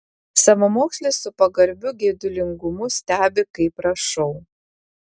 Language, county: Lithuanian, Klaipėda